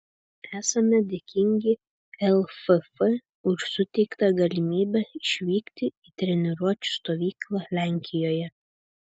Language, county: Lithuanian, Kaunas